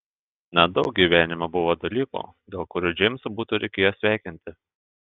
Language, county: Lithuanian, Telšiai